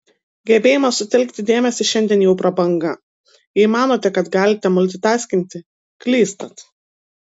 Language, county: Lithuanian, Vilnius